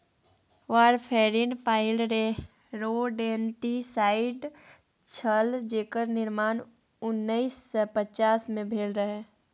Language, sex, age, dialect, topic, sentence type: Maithili, male, 36-40, Bajjika, agriculture, statement